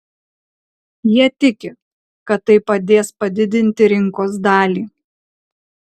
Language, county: Lithuanian, Kaunas